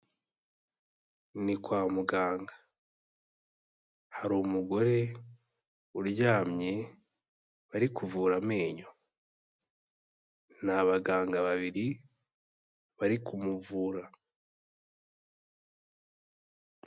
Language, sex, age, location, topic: Kinyarwanda, male, 18-24, Kigali, health